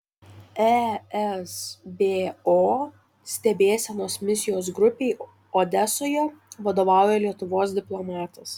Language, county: Lithuanian, Šiauliai